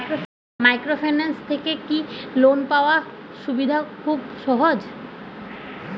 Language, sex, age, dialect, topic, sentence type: Bengali, female, 41-45, Standard Colloquial, banking, question